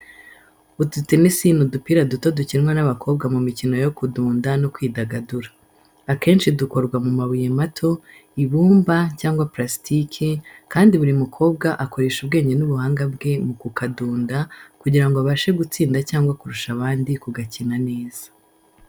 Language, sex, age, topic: Kinyarwanda, female, 25-35, education